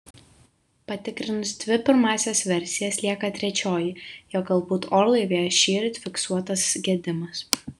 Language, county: Lithuanian, Vilnius